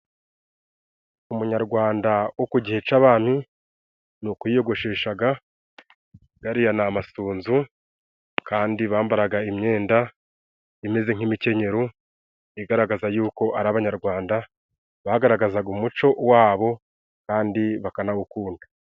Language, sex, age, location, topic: Kinyarwanda, male, 25-35, Musanze, government